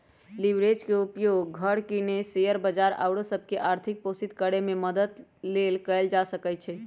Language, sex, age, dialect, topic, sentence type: Magahi, female, 31-35, Western, banking, statement